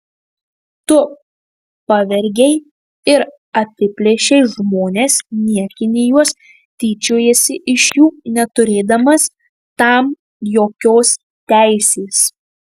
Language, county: Lithuanian, Marijampolė